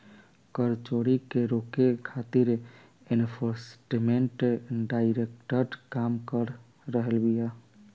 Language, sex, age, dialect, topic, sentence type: Bhojpuri, male, 18-24, Southern / Standard, banking, statement